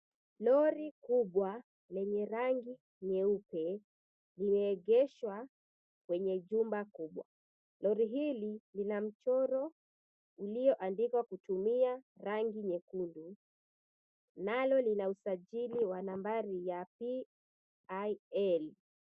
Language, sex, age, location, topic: Swahili, female, 25-35, Mombasa, government